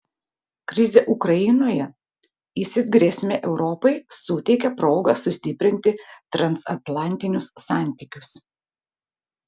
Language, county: Lithuanian, Vilnius